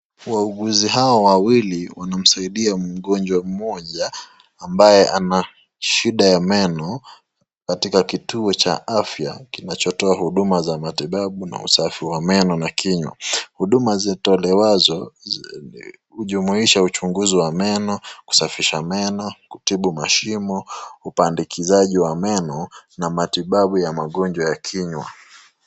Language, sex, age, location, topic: Swahili, male, 25-35, Nakuru, health